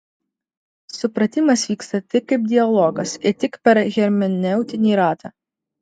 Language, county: Lithuanian, Vilnius